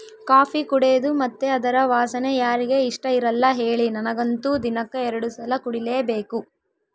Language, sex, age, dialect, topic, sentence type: Kannada, female, 18-24, Central, agriculture, statement